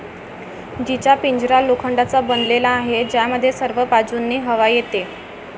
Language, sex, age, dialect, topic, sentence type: Marathi, female, <18, Varhadi, agriculture, statement